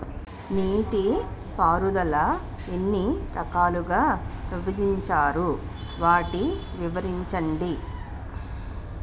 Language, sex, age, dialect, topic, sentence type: Telugu, female, 41-45, Utterandhra, agriculture, question